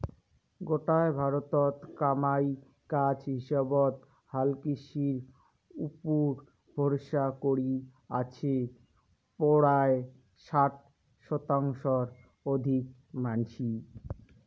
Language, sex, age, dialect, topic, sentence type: Bengali, male, 18-24, Rajbangshi, agriculture, statement